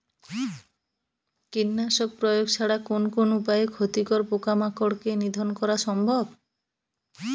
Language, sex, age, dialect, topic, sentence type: Bengali, female, 31-35, Northern/Varendri, agriculture, question